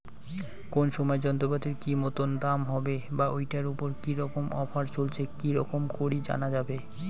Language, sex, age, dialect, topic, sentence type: Bengali, male, 60-100, Rajbangshi, agriculture, question